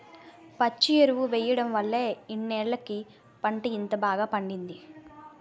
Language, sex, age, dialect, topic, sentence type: Telugu, female, 18-24, Utterandhra, agriculture, statement